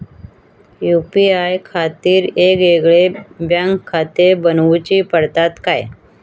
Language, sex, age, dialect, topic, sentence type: Marathi, female, 18-24, Southern Konkan, banking, question